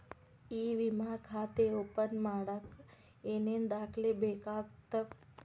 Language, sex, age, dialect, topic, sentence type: Kannada, female, 25-30, Dharwad Kannada, banking, statement